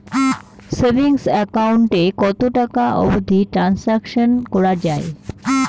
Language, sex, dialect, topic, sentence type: Bengali, female, Rajbangshi, banking, question